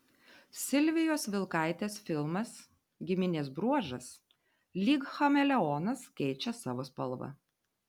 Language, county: Lithuanian, Telšiai